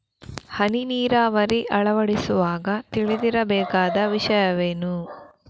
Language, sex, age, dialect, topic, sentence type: Kannada, female, 18-24, Coastal/Dakshin, agriculture, question